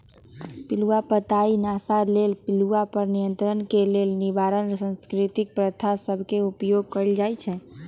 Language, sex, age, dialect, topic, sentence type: Magahi, female, 18-24, Western, agriculture, statement